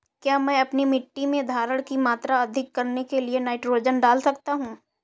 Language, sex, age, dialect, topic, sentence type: Hindi, female, 25-30, Awadhi Bundeli, agriculture, question